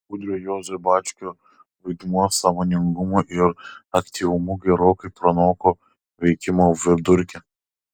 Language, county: Lithuanian, Kaunas